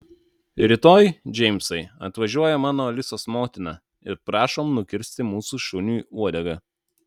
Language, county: Lithuanian, Utena